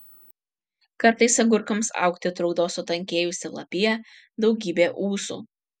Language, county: Lithuanian, Kaunas